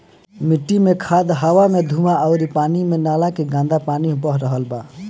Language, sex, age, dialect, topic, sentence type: Bhojpuri, male, 18-24, Southern / Standard, agriculture, statement